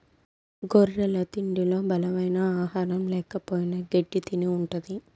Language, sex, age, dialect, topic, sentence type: Telugu, female, 18-24, Southern, agriculture, statement